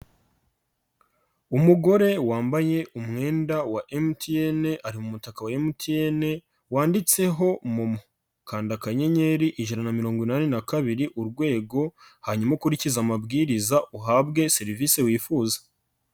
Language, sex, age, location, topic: Kinyarwanda, male, 25-35, Nyagatare, finance